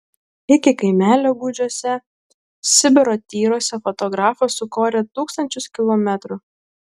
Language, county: Lithuanian, Klaipėda